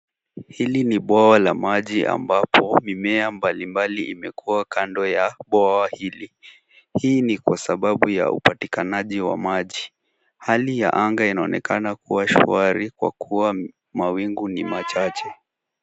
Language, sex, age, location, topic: Swahili, male, 18-24, Nairobi, government